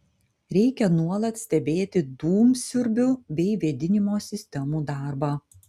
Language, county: Lithuanian, Vilnius